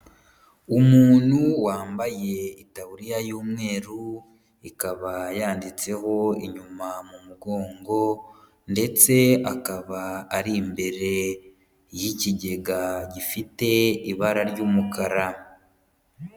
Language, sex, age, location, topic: Kinyarwanda, female, 25-35, Huye, education